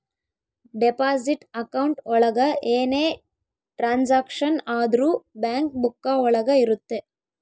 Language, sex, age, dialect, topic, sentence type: Kannada, female, 18-24, Central, banking, statement